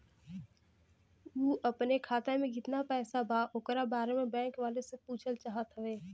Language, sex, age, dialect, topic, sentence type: Bhojpuri, female, 18-24, Western, banking, question